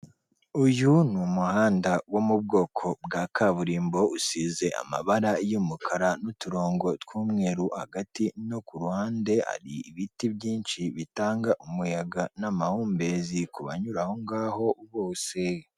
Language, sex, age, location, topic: Kinyarwanda, female, 18-24, Kigali, government